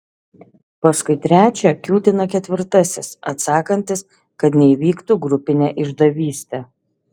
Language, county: Lithuanian, Šiauliai